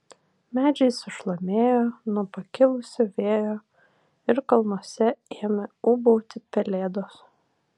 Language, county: Lithuanian, Vilnius